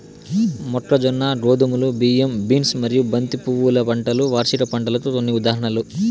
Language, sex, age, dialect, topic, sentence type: Telugu, male, 18-24, Southern, agriculture, statement